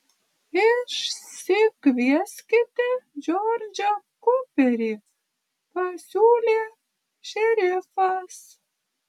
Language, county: Lithuanian, Panevėžys